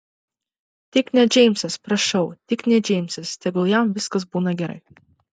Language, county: Lithuanian, Vilnius